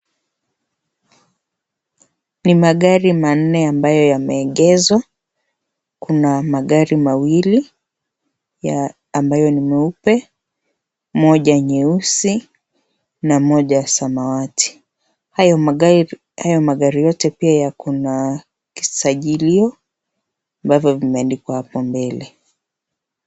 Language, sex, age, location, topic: Swahili, female, 25-35, Kisii, finance